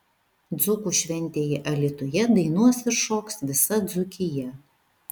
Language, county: Lithuanian, Vilnius